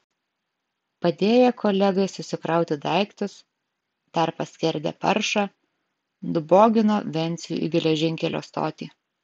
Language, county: Lithuanian, Vilnius